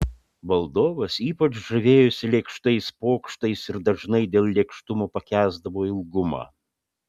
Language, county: Lithuanian, Panevėžys